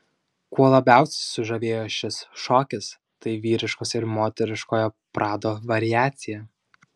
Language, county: Lithuanian, Šiauliai